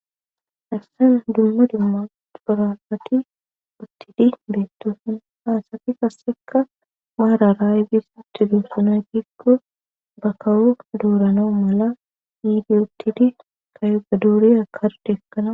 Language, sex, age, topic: Gamo, female, 25-35, government